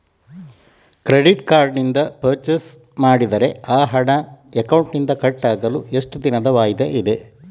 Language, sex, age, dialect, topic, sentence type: Kannada, male, 18-24, Coastal/Dakshin, banking, question